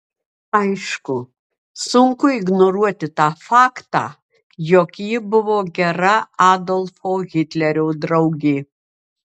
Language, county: Lithuanian, Marijampolė